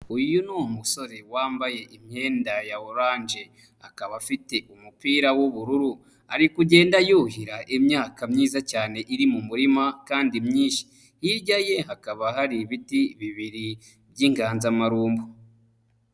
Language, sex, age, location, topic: Kinyarwanda, male, 25-35, Nyagatare, agriculture